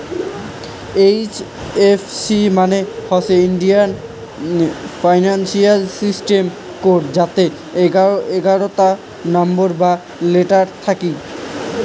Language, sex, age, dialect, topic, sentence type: Bengali, male, 18-24, Rajbangshi, banking, statement